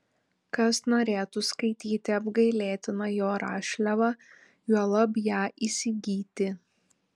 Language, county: Lithuanian, Panevėžys